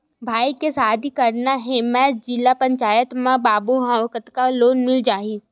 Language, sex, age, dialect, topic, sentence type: Chhattisgarhi, female, 18-24, Western/Budati/Khatahi, banking, question